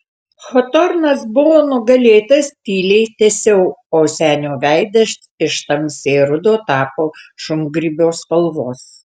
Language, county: Lithuanian, Tauragė